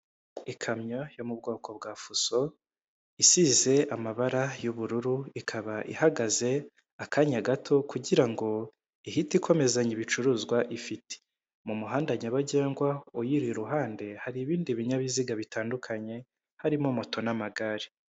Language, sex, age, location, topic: Kinyarwanda, male, 25-35, Kigali, government